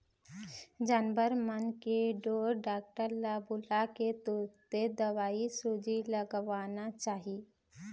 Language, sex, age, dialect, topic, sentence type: Chhattisgarhi, female, 25-30, Eastern, agriculture, statement